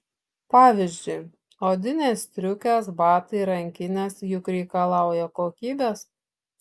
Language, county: Lithuanian, Šiauliai